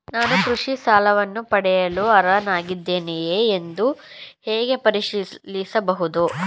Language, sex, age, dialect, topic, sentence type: Kannada, female, 18-24, Mysore Kannada, banking, question